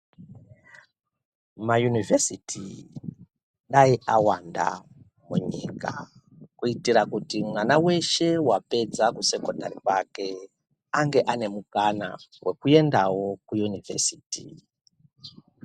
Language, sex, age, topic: Ndau, female, 36-49, education